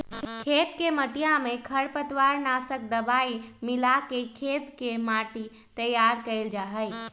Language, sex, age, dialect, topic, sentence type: Magahi, male, 25-30, Western, agriculture, statement